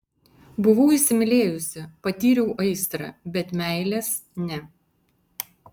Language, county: Lithuanian, Vilnius